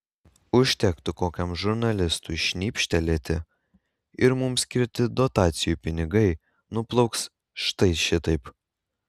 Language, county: Lithuanian, Kaunas